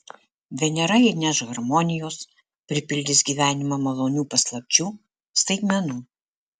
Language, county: Lithuanian, Alytus